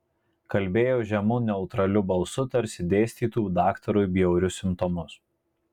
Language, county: Lithuanian, Marijampolė